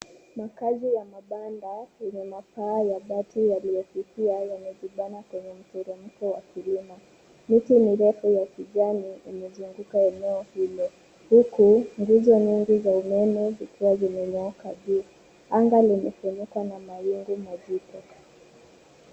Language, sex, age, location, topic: Swahili, female, 25-35, Nairobi, government